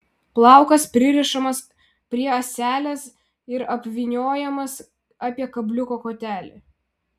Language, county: Lithuanian, Vilnius